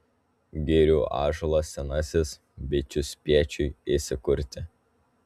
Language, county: Lithuanian, Telšiai